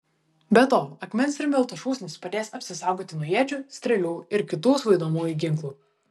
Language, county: Lithuanian, Vilnius